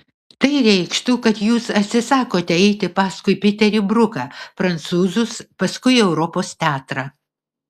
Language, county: Lithuanian, Vilnius